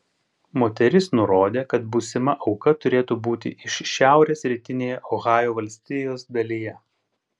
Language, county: Lithuanian, Panevėžys